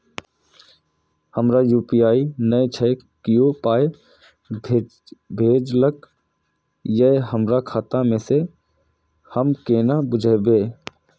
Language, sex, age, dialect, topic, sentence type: Maithili, male, 18-24, Eastern / Thethi, banking, question